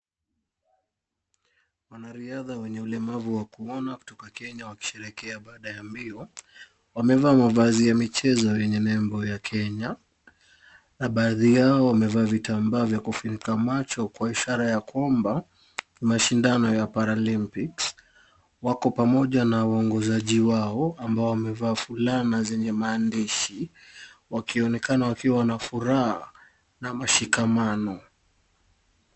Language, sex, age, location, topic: Swahili, male, 25-35, Kisumu, education